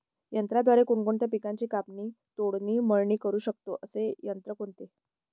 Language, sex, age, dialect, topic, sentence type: Marathi, female, 18-24, Northern Konkan, agriculture, question